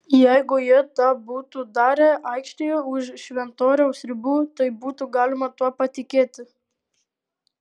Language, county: Lithuanian, Alytus